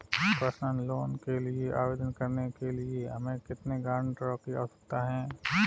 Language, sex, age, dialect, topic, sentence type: Hindi, male, 36-40, Marwari Dhudhari, banking, question